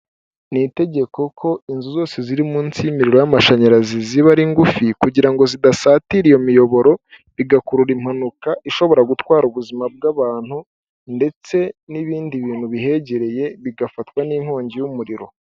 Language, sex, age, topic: Kinyarwanda, male, 25-35, government